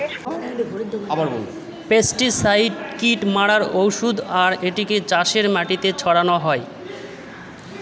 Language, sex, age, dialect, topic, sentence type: Bengali, male, 31-35, Northern/Varendri, agriculture, statement